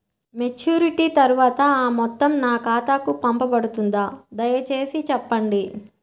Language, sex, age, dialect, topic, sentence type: Telugu, female, 60-100, Central/Coastal, banking, question